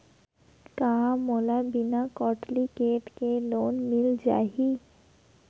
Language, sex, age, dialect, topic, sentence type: Chhattisgarhi, female, 18-24, Western/Budati/Khatahi, banking, question